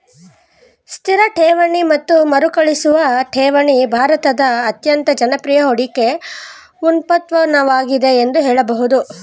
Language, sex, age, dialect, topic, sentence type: Kannada, female, 25-30, Mysore Kannada, banking, statement